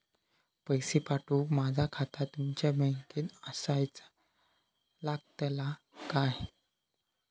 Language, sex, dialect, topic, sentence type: Marathi, male, Southern Konkan, banking, question